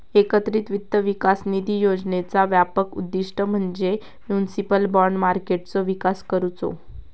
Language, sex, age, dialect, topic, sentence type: Marathi, female, 18-24, Southern Konkan, banking, statement